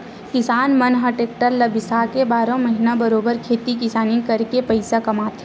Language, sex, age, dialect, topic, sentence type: Chhattisgarhi, female, 18-24, Western/Budati/Khatahi, banking, statement